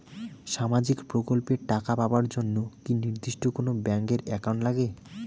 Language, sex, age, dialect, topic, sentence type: Bengali, male, 18-24, Rajbangshi, banking, question